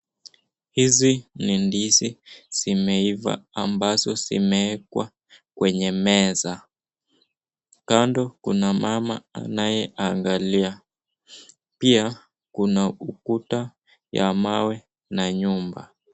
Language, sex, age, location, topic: Swahili, male, 18-24, Nakuru, agriculture